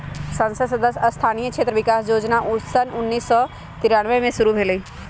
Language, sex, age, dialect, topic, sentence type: Magahi, male, 18-24, Western, banking, statement